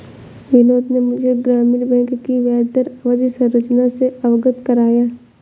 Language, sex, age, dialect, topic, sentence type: Hindi, female, 18-24, Awadhi Bundeli, banking, statement